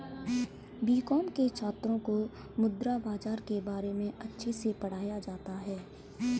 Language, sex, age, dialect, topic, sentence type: Hindi, female, 18-24, Kanauji Braj Bhasha, banking, statement